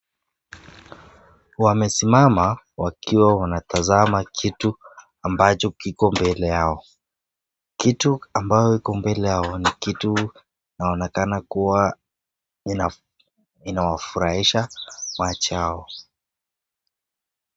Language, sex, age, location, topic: Swahili, female, 36-49, Nakuru, health